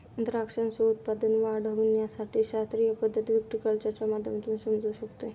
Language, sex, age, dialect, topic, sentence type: Marathi, female, 18-24, Standard Marathi, agriculture, statement